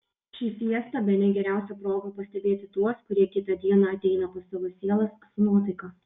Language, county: Lithuanian, Vilnius